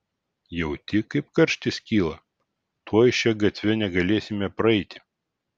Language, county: Lithuanian, Vilnius